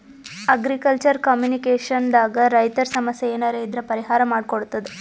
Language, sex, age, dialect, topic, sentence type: Kannada, female, 18-24, Northeastern, agriculture, statement